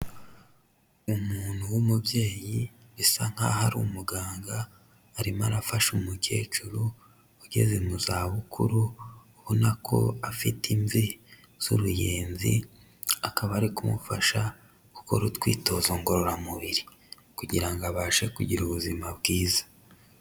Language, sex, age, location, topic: Kinyarwanda, male, 25-35, Huye, health